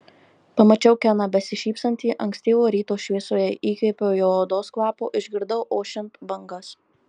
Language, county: Lithuanian, Marijampolė